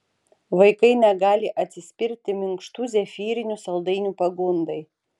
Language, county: Lithuanian, Vilnius